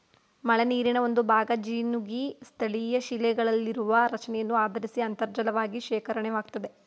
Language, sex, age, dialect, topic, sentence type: Kannada, female, 18-24, Mysore Kannada, agriculture, statement